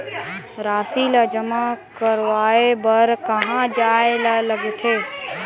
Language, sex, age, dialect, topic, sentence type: Chhattisgarhi, female, 25-30, Western/Budati/Khatahi, banking, question